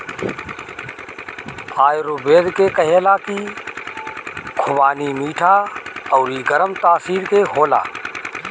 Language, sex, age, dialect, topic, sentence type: Bhojpuri, male, 36-40, Northern, agriculture, statement